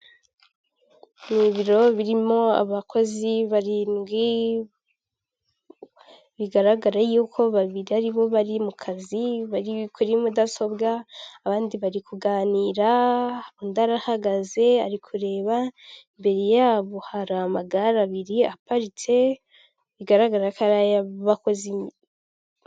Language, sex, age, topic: Kinyarwanda, female, 18-24, finance